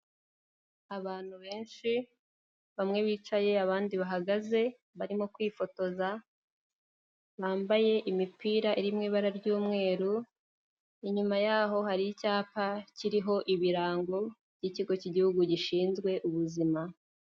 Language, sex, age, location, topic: Kinyarwanda, female, 18-24, Kigali, health